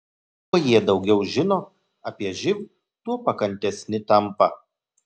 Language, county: Lithuanian, Telšiai